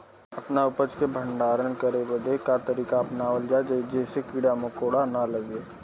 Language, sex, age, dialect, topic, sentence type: Bhojpuri, male, 18-24, Western, agriculture, question